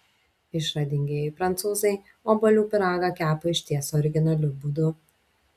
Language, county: Lithuanian, Šiauliai